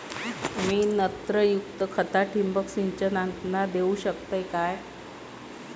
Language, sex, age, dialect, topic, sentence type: Marathi, female, 56-60, Southern Konkan, agriculture, question